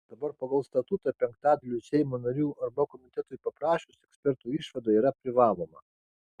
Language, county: Lithuanian, Kaunas